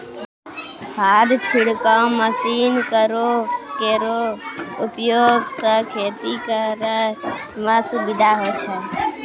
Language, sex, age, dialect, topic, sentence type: Maithili, female, 25-30, Angika, agriculture, statement